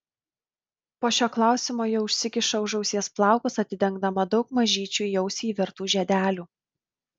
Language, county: Lithuanian, Vilnius